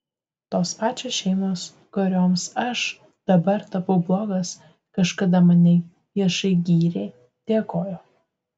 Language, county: Lithuanian, Tauragė